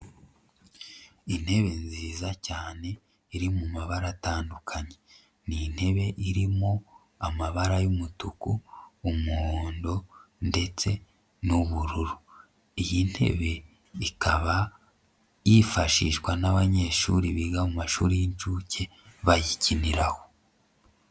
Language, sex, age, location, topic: Kinyarwanda, male, 50+, Nyagatare, education